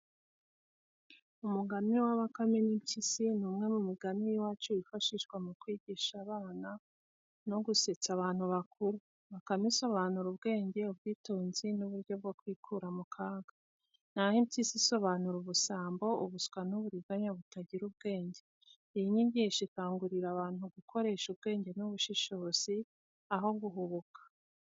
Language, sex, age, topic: Kinyarwanda, female, 25-35, education